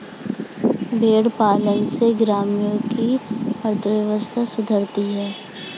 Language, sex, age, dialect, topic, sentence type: Hindi, female, 25-30, Hindustani Malvi Khadi Boli, agriculture, statement